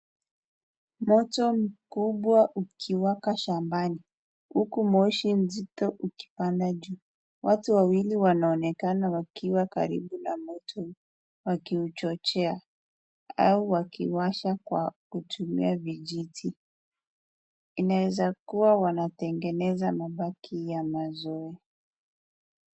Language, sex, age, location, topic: Swahili, female, 25-35, Nakuru, health